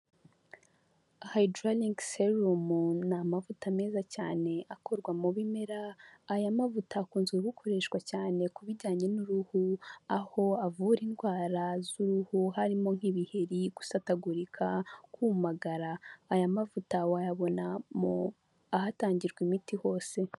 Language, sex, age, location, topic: Kinyarwanda, female, 25-35, Huye, health